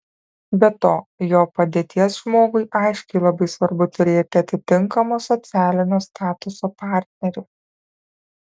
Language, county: Lithuanian, Kaunas